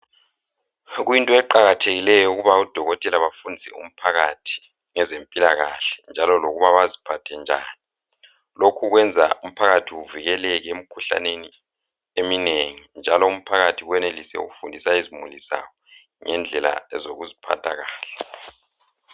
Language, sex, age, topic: North Ndebele, male, 36-49, health